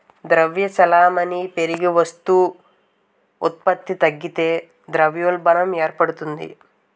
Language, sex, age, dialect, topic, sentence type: Telugu, male, 18-24, Utterandhra, banking, statement